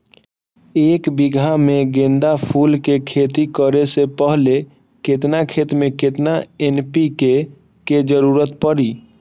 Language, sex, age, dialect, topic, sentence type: Magahi, male, 18-24, Western, agriculture, question